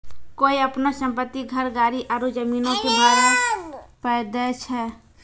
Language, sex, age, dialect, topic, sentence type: Maithili, female, 18-24, Angika, banking, statement